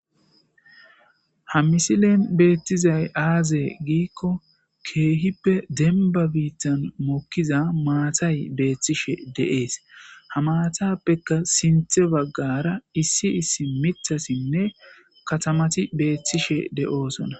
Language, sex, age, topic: Gamo, male, 25-35, agriculture